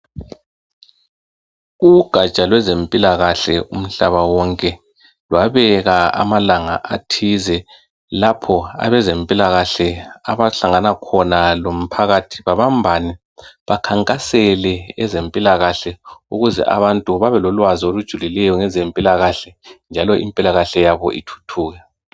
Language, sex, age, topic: North Ndebele, male, 36-49, health